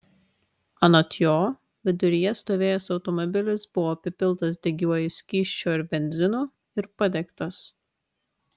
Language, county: Lithuanian, Vilnius